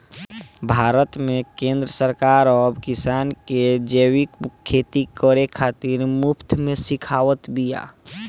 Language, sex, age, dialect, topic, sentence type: Bhojpuri, male, 18-24, Northern, agriculture, statement